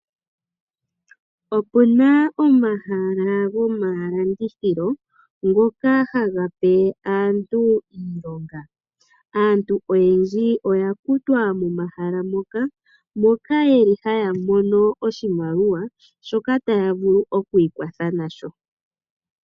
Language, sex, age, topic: Oshiwambo, female, 36-49, finance